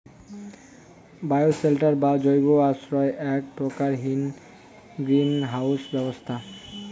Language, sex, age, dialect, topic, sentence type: Bengali, male, 18-24, Rajbangshi, agriculture, statement